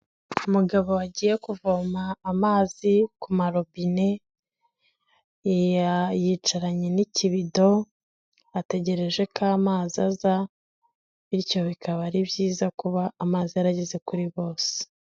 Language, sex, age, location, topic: Kinyarwanda, female, 25-35, Kigali, health